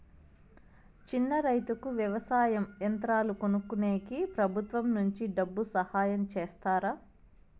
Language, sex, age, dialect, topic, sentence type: Telugu, female, 25-30, Southern, agriculture, question